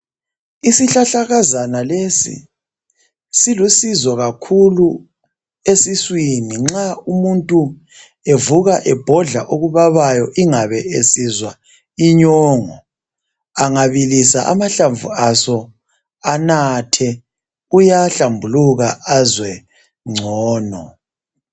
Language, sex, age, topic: North Ndebele, male, 36-49, health